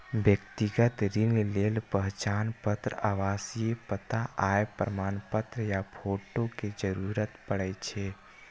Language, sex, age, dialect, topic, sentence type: Maithili, male, 18-24, Eastern / Thethi, banking, statement